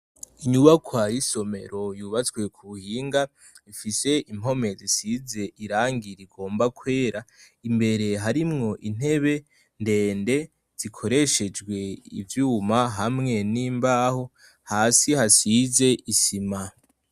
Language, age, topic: Rundi, 18-24, education